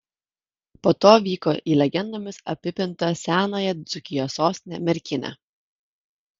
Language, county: Lithuanian, Kaunas